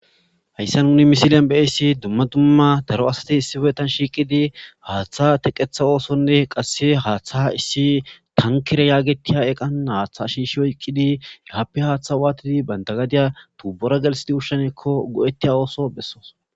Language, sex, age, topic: Gamo, male, 18-24, agriculture